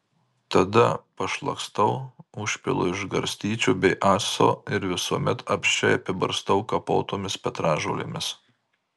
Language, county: Lithuanian, Marijampolė